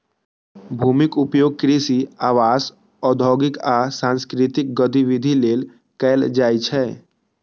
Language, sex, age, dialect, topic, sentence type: Maithili, male, 18-24, Eastern / Thethi, agriculture, statement